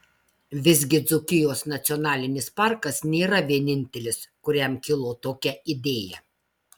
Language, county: Lithuanian, Marijampolė